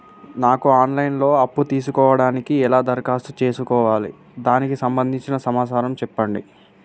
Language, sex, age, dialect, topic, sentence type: Telugu, male, 18-24, Telangana, banking, question